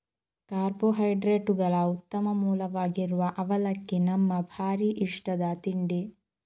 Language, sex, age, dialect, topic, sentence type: Kannada, female, 18-24, Coastal/Dakshin, agriculture, statement